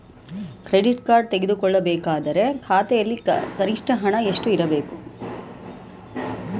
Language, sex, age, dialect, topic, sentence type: Kannada, female, 18-24, Mysore Kannada, banking, question